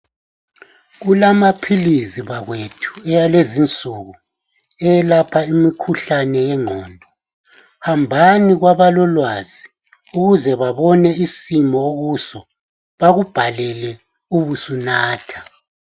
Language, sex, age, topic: North Ndebele, male, 50+, health